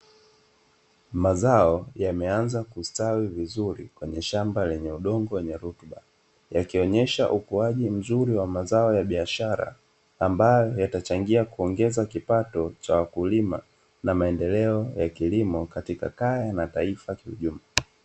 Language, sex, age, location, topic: Swahili, male, 25-35, Dar es Salaam, agriculture